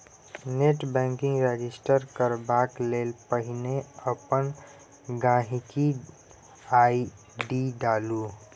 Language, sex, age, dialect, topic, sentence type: Maithili, female, 60-100, Bajjika, banking, statement